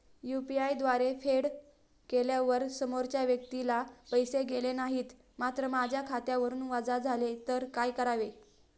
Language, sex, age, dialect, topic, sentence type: Marathi, female, 60-100, Standard Marathi, banking, question